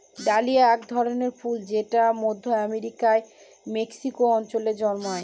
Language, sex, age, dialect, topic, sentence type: Bengali, female, 25-30, Northern/Varendri, agriculture, statement